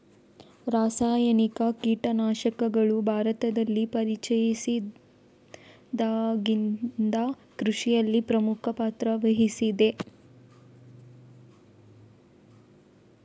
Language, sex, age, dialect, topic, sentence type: Kannada, female, 25-30, Coastal/Dakshin, agriculture, statement